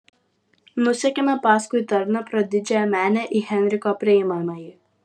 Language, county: Lithuanian, Vilnius